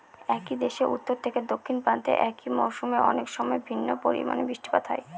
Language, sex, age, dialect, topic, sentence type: Bengali, female, 31-35, Northern/Varendri, agriculture, statement